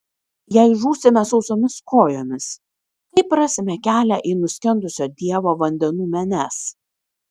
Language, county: Lithuanian, Kaunas